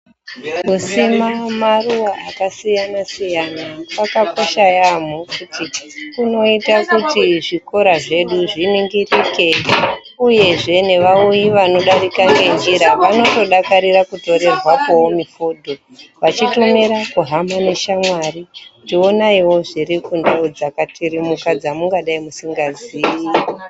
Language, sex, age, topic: Ndau, female, 36-49, education